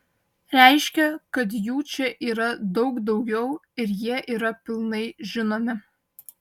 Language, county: Lithuanian, Vilnius